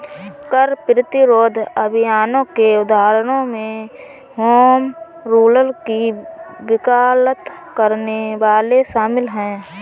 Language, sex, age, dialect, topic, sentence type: Hindi, female, 31-35, Marwari Dhudhari, banking, statement